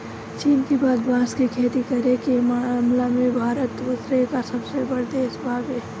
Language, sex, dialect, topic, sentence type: Bhojpuri, female, Southern / Standard, agriculture, statement